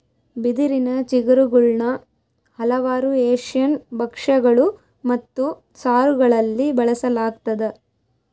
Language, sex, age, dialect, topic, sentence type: Kannada, female, 25-30, Central, agriculture, statement